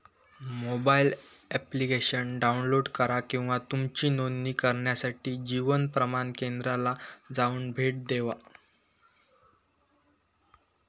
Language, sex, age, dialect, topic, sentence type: Marathi, male, 18-24, Southern Konkan, banking, statement